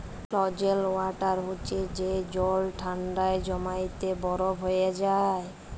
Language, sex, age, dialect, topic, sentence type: Bengali, male, 36-40, Jharkhandi, agriculture, statement